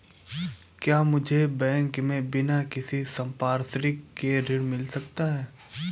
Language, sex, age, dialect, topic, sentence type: Hindi, male, 18-24, Awadhi Bundeli, banking, question